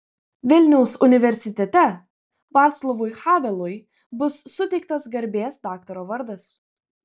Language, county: Lithuanian, Klaipėda